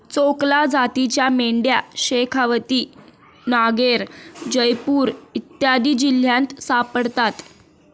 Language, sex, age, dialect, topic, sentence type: Marathi, female, 18-24, Standard Marathi, agriculture, statement